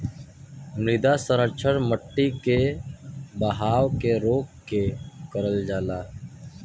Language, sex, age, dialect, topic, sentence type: Bhojpuri, male, 60-100, Western, agriculture, statement